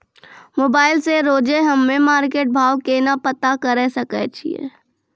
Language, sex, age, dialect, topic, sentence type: Maithili, female, 36-40, Angika, agriculture, question